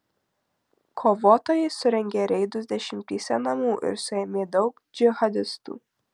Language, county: Lithuanian, Marijampolė